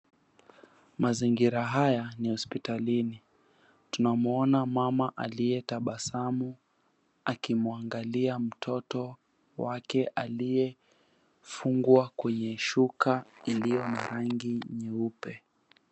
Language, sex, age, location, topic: Swahili, female, 50+, Mombasa, health